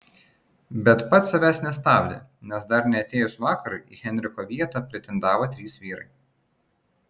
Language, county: Lithuanian, Vilnius